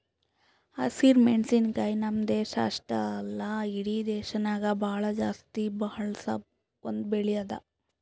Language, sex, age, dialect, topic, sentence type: Kannada, female, 41-45, Northeastern, agriculture, statement